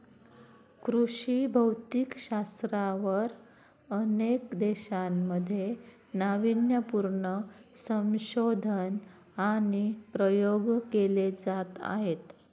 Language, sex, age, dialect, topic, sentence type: Marathi, female, 25-30, Standard Marathi, agriculture, statement